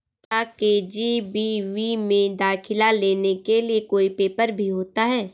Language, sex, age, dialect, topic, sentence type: Hindi, female, 18-24, Awadhi Bundeli, banking, statement